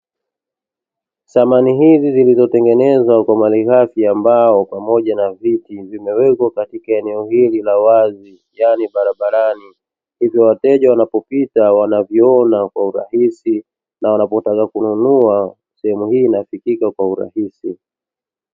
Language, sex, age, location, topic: Swahili, male, 25-35, Dar es Salaam, finance